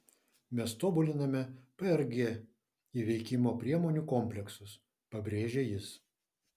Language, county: Lithuanian, Vilnius